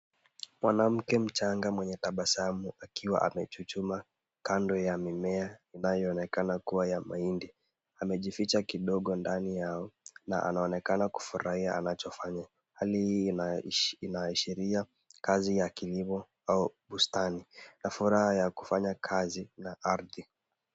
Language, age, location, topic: Swahili, 36-49, Kisumu, agriculture